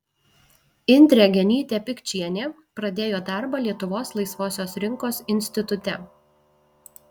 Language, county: Lithuanian, Alytus